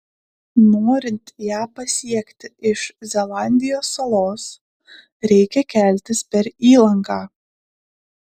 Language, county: Lithuanian, Klaipėda